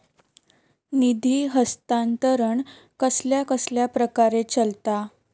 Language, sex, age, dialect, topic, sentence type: Marathi, female, 18-24, Southern Konkan, banking, question